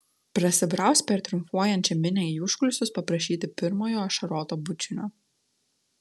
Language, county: Lithuanian, Telšiai